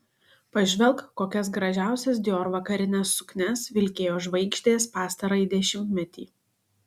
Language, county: Lithuanian, Šiauliai